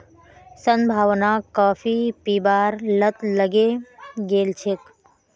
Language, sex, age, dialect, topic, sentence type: Magahi, female, 18-24, Northeastern/Surjapuri, agriculture, statement